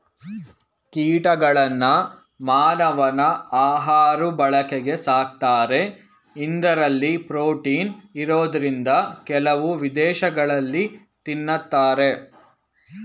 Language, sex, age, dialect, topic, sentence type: Kannada, male, 18-24, Mysore Kannada, agriculture, statement